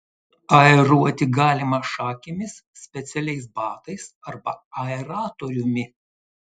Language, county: Lithuanian, Klaipėda